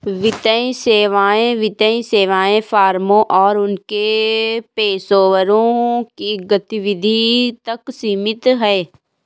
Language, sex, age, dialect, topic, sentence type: Hindi, female, 18-24, Kanauji Braj Bhasha, banking, statement